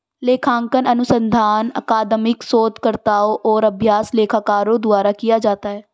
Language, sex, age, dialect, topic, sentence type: Hindi, female, 18-24, Marwari Dhudhari, banking, statement